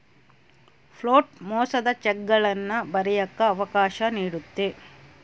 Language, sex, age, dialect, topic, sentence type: Kannada, female, 36-40, Central, banking, statement